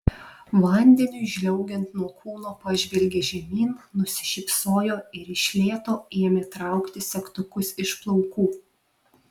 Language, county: Lithuanian, Alytus